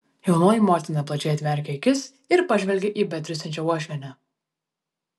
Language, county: Lithuanian, Vilnius